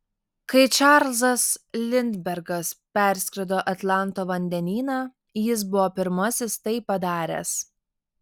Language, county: Lithuanian, Alytus